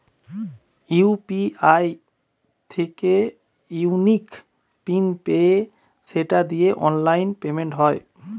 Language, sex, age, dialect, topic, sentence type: Bengali, male, 31-35, Western, banking, statement